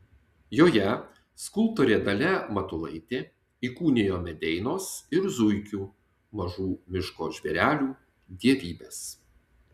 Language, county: Lithuanian, Tauragė